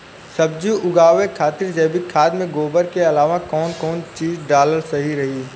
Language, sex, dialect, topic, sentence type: Bhojpuri, male, Southern / Standard, agriculture, question